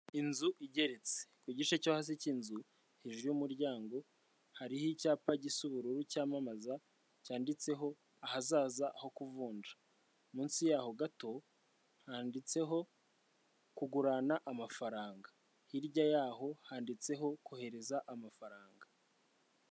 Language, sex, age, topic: Kinyarwanda, male, 25-35, finance